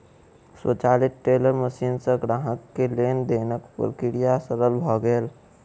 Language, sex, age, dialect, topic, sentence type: Maithili, male, 18-24, Southern/Standard, banking, statement